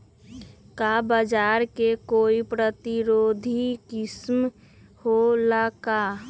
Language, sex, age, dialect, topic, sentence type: Magahi, female, 18-24, Western, agriculture, question